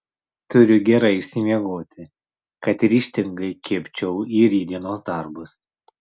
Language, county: Lithuanian, Marijampolė